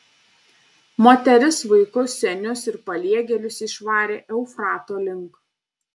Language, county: Lithuanian, Panevėžys